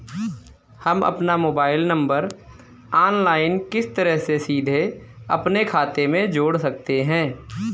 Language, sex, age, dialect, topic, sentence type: Hindi, male, 25-30, Kanauji Braj Bhasha, banking, question